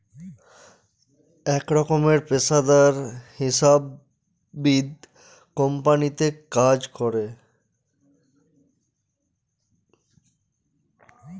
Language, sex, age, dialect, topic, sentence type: Bengali, male, 25-30, Northern/Varendri, banking, statement